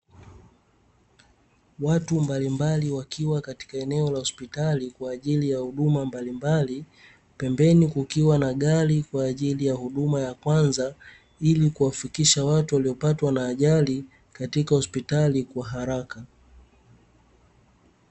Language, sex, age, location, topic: Swahili, male, 18-24, Dar es Salaam, health